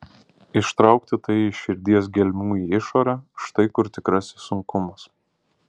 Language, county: Lithuanian, Alytus